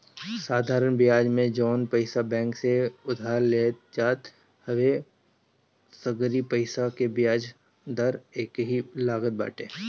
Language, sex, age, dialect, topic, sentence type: Bhojpuri, male, 25-30, Northern, banking, statement